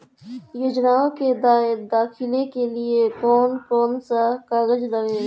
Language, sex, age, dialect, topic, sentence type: Bhojpuri, female, 18-24, Northern, banking, question